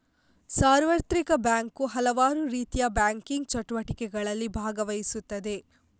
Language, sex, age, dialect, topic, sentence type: Kannada, female, 51-55, Coastal/Dakshin, banking, statement